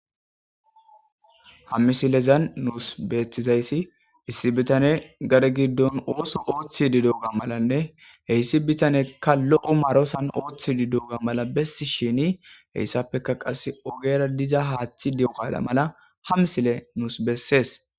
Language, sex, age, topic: Gamo, male, 25-35, agriculture